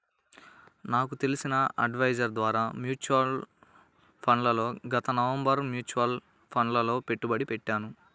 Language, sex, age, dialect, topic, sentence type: Telugu, male, 18-24, Central/Coastal, banking, statement